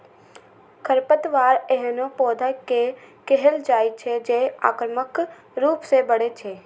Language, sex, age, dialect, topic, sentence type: Maithili, female, 18-24, Eastern / Thethi, agriculture, statement